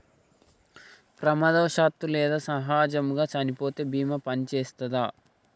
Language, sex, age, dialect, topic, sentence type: Telugu, male, 51-55, Telangana, agriculture, question